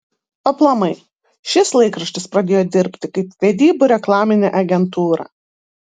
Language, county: Lithuanian, Vilnius